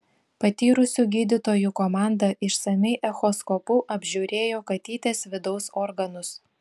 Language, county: Lithuanian, Šiauliai